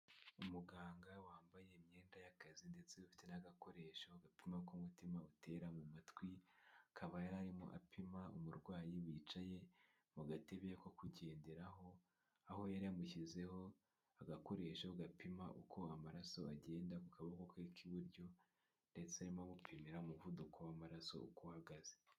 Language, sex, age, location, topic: Kinyarwanda, male, 18-24, Kigali, health